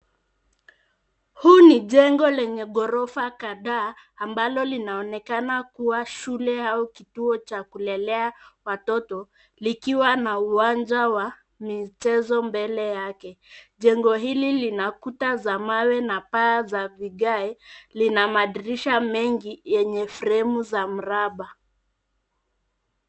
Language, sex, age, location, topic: Swahili, female, 50+, Nairobi, education